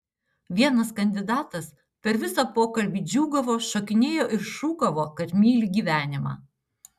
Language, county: Lithuanian, Utena